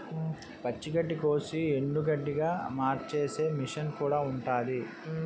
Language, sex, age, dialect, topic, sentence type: Telugu, male, 31-35, Utterandhra, agriculture, statement